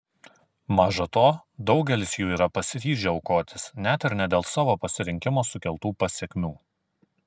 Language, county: Lithuanian, Kaunas